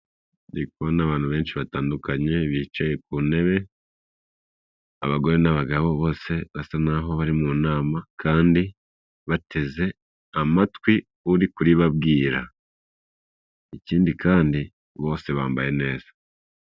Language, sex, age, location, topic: Kinyarwanda, male, 25-35, Kigali, health